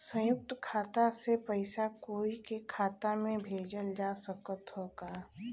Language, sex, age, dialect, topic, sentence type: Bhojpuri, female, 25-30, Western, banking, question